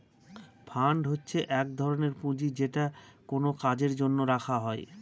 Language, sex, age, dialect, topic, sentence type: Bengali, male, 36-40, Northern/Varendri, banking, statement